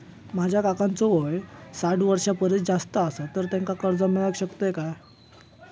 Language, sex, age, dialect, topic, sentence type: Marathi, male, 18-24, Southern Konkan, banking, statement